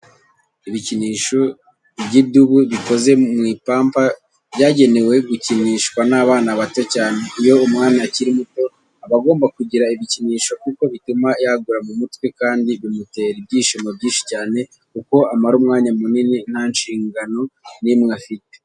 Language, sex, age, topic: Kinyarwanda, male, 25-35, education